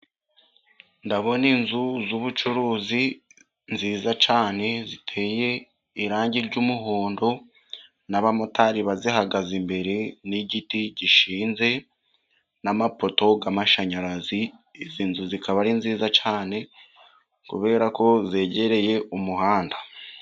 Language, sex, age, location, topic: Kinyarwanda, male, 18-24, Musanze, finance